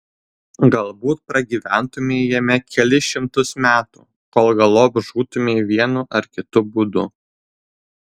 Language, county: Lithuanian, Vilnius